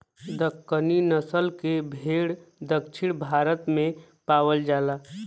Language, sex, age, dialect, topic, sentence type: Bhojpuri, male, 25-30, Western, agriculture, statement